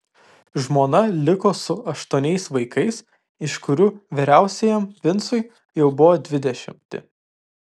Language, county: Lithuanian, Vilnius